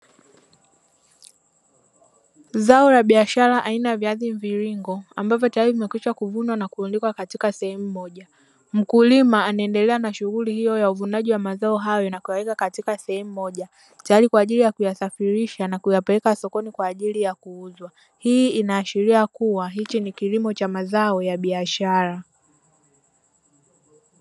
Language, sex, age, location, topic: Swahili, male, 25-35, Dar es Salaam, agriculture